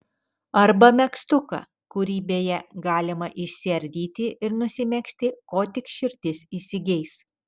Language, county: Lithuanian, Telšiai